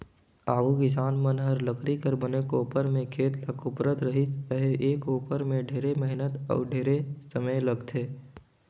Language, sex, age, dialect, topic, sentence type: Chhattisgarhi, male, 18-24, Northern/Bhandar, agriculture, statement